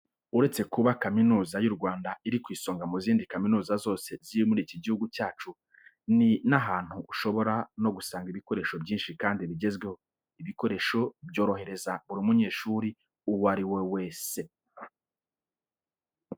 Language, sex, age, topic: Kinyarwanda, male, 25-35, education